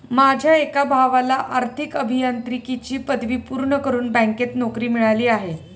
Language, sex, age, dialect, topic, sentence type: Marathi, female, 36-40, Standard Marathi, banking, statement